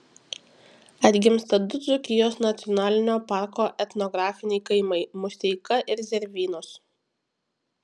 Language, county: Lithuanian, Kaunas